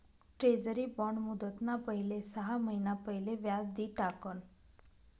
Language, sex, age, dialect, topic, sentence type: Marathi, female, 25-30, Northern Konkan, banking, statement